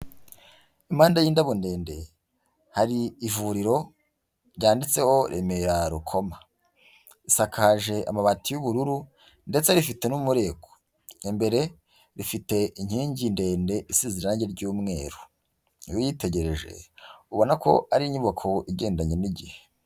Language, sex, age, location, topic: Kinyarwanda, male, 18-24, Huye, health